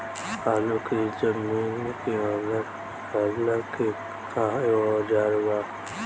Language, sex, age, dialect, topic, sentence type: Bhojpuri, male, <18, Southern / Standard, agriculture, question